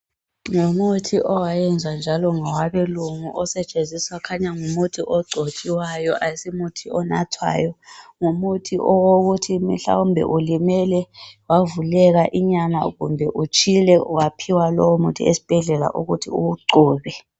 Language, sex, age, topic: North Ndebele, female, 18-24, health